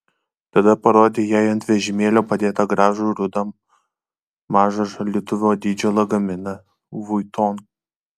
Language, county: Lithuanian, Kaunas